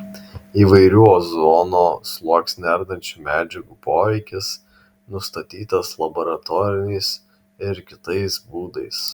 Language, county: Lithuanian, Vilnius